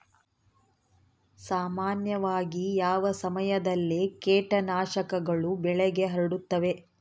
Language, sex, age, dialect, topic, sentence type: Kannada, female, 31-35, Central, agriculture, question